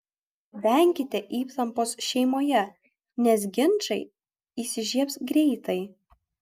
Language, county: Lithuanian, Kaunas